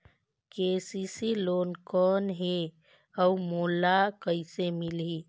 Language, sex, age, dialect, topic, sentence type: Chhattisgarhi, female, 25-30, Northern/Bhandar, banking, question